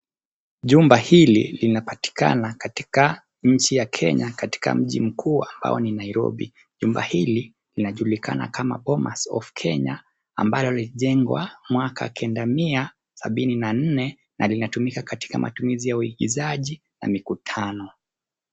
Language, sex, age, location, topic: Swahili, male, 25-35, Nairobi, education